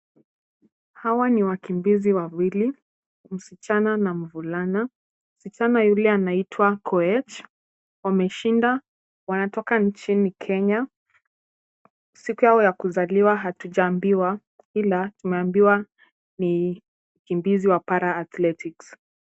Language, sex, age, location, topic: Swahili, female, 18-24, Kisumu, education